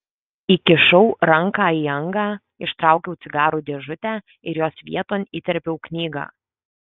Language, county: Lithuanian, Kaunas